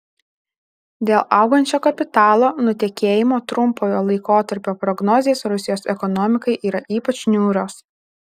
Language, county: Lithuanian, Alytus